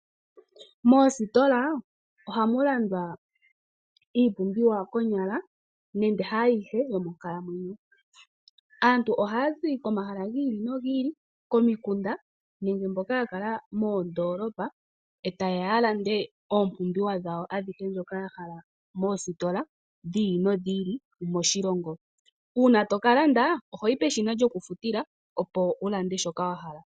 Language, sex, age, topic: Oshiwambo, female, 18-24, finance